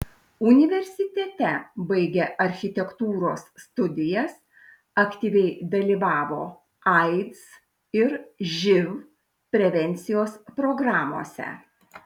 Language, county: Lithuanian, Šiauliai